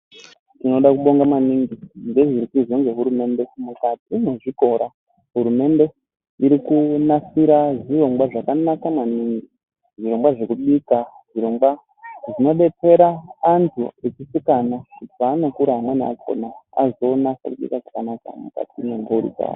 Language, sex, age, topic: Ndau, male, 25-35, education